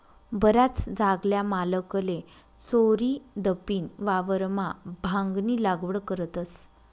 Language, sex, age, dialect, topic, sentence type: Marathi, female, 25-30, Northern Konkan, agriculture, statement